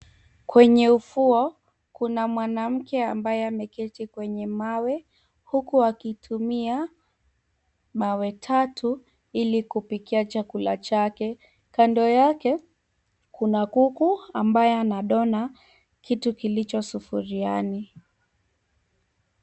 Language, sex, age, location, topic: Swahili, female, 18-24, Nairobi, government